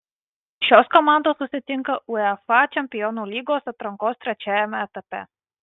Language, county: Lithuanian, Marijampolė